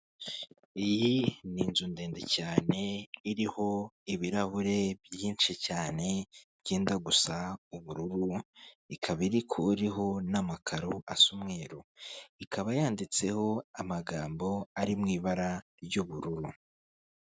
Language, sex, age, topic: Kinyarwanda, male, 25-35, finance